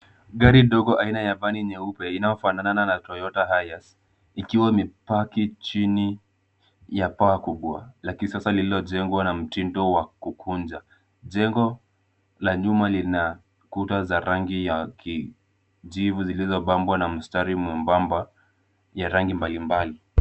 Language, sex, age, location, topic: Swahili, male, 18-24, Kisumu, finance